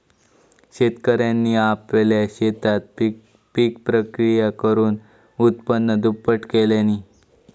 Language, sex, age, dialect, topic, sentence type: Marathi, male, 18-24, Southern Konkan, agriculture, statement